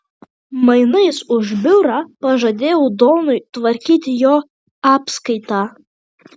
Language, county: Lithuanian, Kaunas